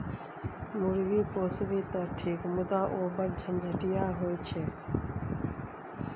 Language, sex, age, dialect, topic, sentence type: Maithili, female, 51-55, Bajjika, agriculture, statement